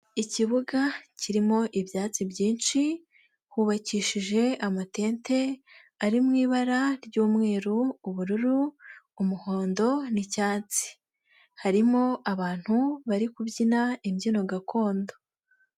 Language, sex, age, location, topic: Kinyarwanda, female, 18-24, Nyagatare, government